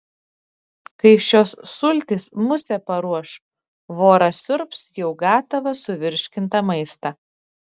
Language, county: Lithuanian, Šiauliai